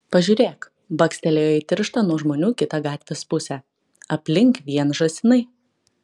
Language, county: Lithuanian, Klaipėda